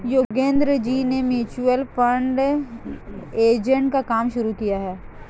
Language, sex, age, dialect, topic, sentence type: Hindi, female, 18-24, Marwari Dhudhari, banking, statement